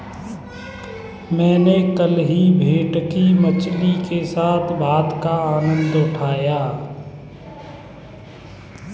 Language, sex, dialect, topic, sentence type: Hindi, male, Kanauji Braj Bhasha, agriculture, statement